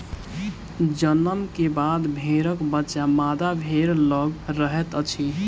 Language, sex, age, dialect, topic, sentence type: Maithili, male, 18-24, Southern/Standard, agriculture, statement